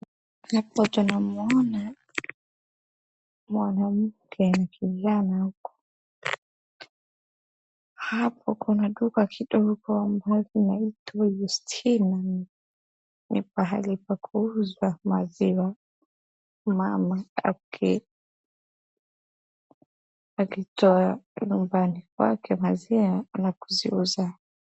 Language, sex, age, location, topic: Swahili, female, 36-49, Wajir, finance